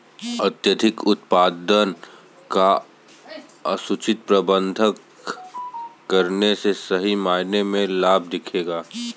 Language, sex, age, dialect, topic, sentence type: Hindi, male, 18-24, Kanauji Braj Bhasha, agriculture, statement